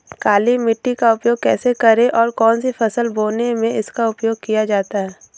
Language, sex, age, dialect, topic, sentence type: Hindi, female, 18-24, Awadhi Bundeli, agriculture, question